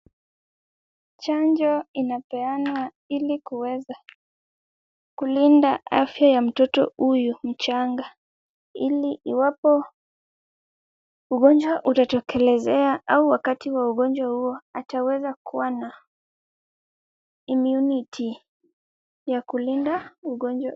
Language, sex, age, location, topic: Swahili, female, 18-24, Kisumu, health